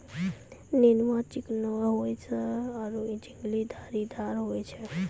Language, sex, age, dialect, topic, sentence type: Maithili, female, 18-24, Angika, agriculture, statement